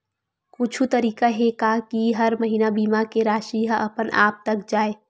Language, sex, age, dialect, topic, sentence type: Chhattisgarhi, female, 18-24, Western/Budati/Khatahi, banking, question